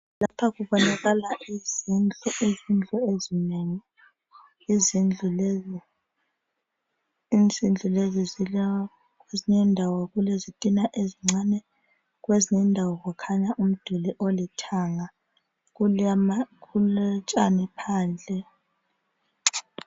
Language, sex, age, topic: North Ndebele, female, 36-49, health